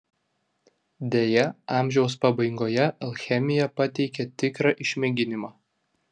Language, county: Lithuanian, Vilnius